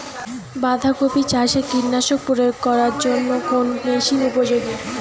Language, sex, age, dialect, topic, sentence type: Bengali, female, 18-24, Rajbangshi, agriculture, question